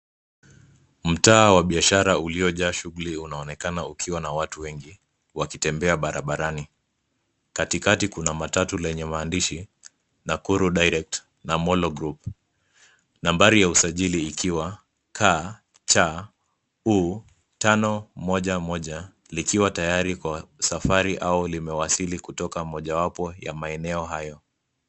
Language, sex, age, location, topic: Swahili, male, 25-35, Nairobi, government